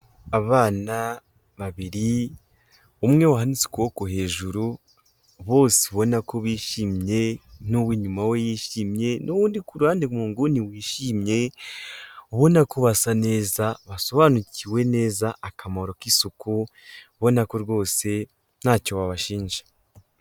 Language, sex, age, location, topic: Kinyarwanda, male, 18-24, Kigali, health